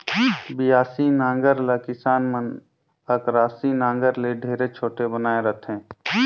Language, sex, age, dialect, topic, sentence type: Chhattisgarhi, male, 25-30, Northern/Bhandar, agriculture, statement